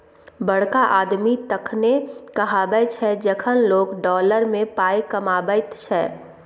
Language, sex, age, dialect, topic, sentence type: Maithili, female, 18-24, Bajjika, banking, statement